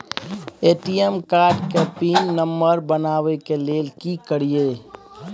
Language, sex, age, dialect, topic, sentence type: Maithili, male, 31-35, Bajjika, banking, question